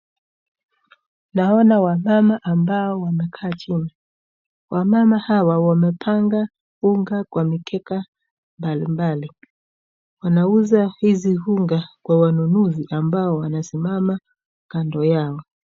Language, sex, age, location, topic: Swahili, female, 36-49, Nakuru, agriculture